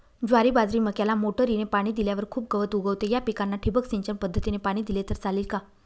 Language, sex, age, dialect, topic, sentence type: Marathi, female, 25-30, Northern Konkan, agriculture, question